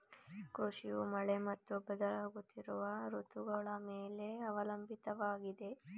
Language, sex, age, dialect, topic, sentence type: Kannada, male, 18-24, Mysore Kannada, agriculture, statement